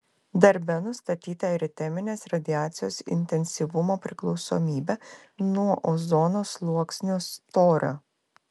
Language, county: Lithuanian, Klaipėda